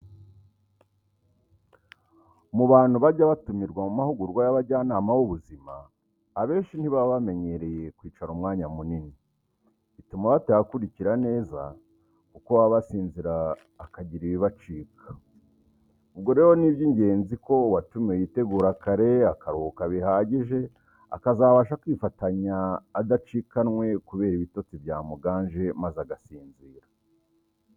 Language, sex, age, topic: Kinyarwanda, male, 36-49, education